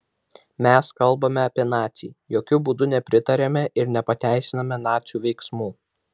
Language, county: Lithuanian, Vilnius